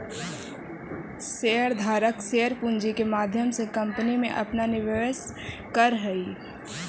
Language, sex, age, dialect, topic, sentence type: Magahi, female, 25-30, Central/Standard, agriculture, statement